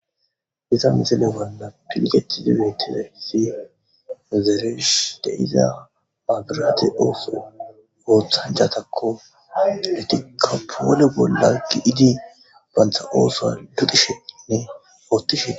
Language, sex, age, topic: Gamo, male, 25-35, government